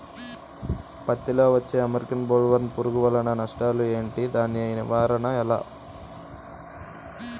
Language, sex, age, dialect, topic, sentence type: Telugu, male, 25-30, Utterandhra, agriculture, question